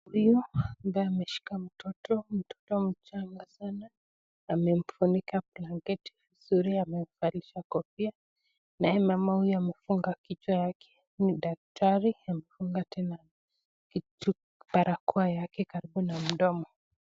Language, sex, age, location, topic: Swahili, female, 18-24, Nakuru, health